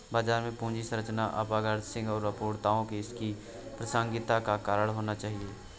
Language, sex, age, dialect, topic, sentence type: Hindi, male, 18-24, Awadhi Bundeli, banking, statement